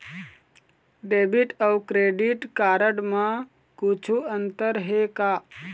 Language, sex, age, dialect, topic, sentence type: Chhattisgarhi, male, 18-24, Eastern, banking, question